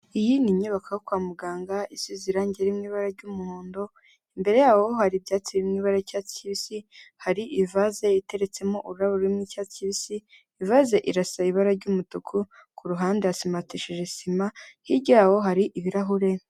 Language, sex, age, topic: Kinyarwanda, female, 18-24, health